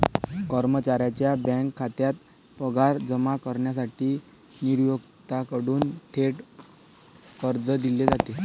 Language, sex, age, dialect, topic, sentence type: Marathi, male, 18-24, Varhadi, banking, statement